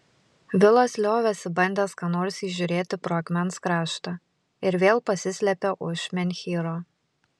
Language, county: Lithuanian, Panevėžys